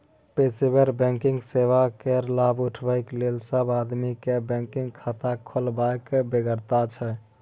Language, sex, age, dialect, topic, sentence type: Maithili, male, 18-24, Bajjika, banking, statement